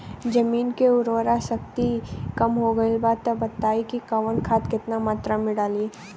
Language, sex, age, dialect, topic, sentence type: Bhojpuri, female, 18-24, Southern / Standard, agriculture, question